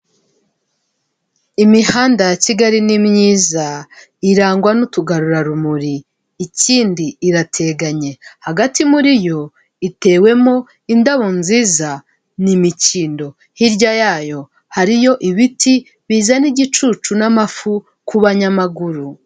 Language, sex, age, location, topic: Kinyarwanda, female, 25-35, Kigali, government